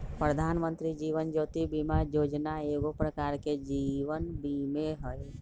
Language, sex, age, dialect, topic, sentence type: Magahi, male, 41-45, Western, banking, statement